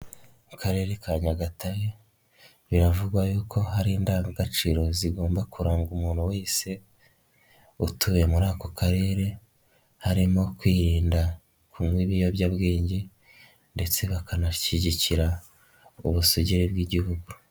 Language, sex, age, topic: Kinyarwanda, male, 18-24, education